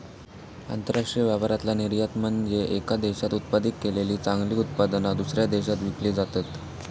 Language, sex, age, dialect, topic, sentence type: Marathi, male, 18-24, Southern Konkan, banking, statement